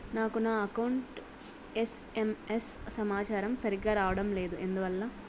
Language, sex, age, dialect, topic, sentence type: Telugu, female, 18-24, Southern, banking, question